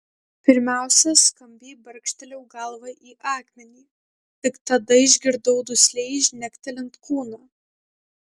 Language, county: Lithuanian, Kaunas